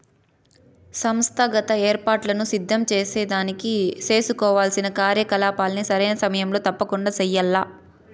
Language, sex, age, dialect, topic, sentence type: Telugu, female, 18-24, Southern, banking, statement